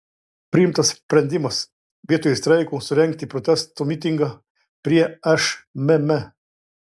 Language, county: Lithuanian, Klaipėda